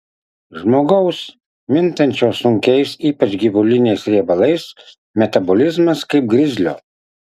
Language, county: Lithuanian, Utena